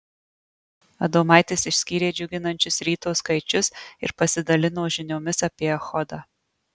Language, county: Lithuanian, Marijampolė